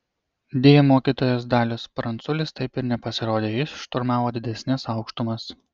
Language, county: Lithuanian, Kaunas